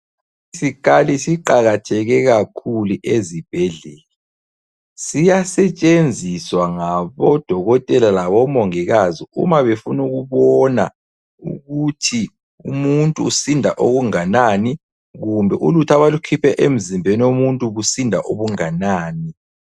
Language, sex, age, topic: North Ndebele, male, 25-35, health